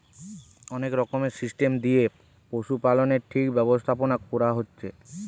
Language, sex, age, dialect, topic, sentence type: Bengali, male, 18-24, Western, agriculture, statement